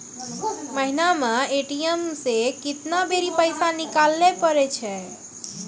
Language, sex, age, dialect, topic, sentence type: Maithili, female, 46-50, Angika, banking, statement